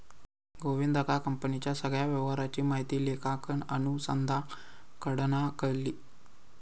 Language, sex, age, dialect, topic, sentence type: Marathi, male, 18-24, Southern Konkan, banking, statement